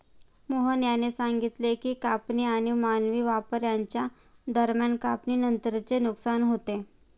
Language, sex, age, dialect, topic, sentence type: Marathi, female, 25-30, Standard Marathi, agriculture, statement